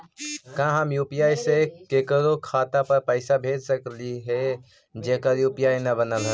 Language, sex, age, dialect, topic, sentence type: Magahi, male, 18-24, Central/Standard, banking, question